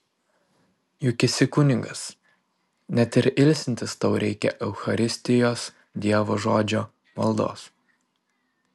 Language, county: Lithuanian, Panevėžys